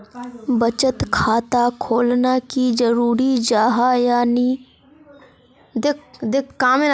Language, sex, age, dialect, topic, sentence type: Magahi, female, 51-55, Northeastern/Surjapuri, banking, question